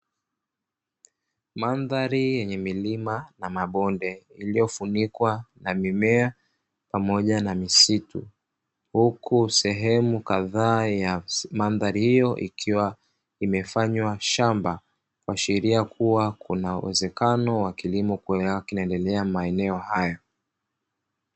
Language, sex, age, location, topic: Swahili, male, 25-35, Dar es Salaam, agriculture